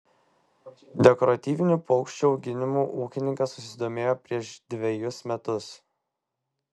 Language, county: Lithuanian, Vilnius